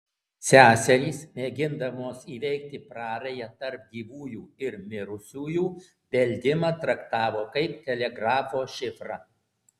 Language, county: Lithuanian, Alytus